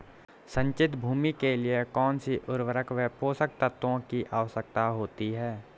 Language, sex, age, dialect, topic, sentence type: Hindi, male, 18-24, Garhwali, agriculture, question